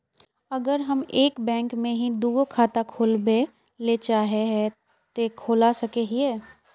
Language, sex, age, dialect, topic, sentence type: Magahi, female, 18-24, Northeastern/Surjapuri, banking, question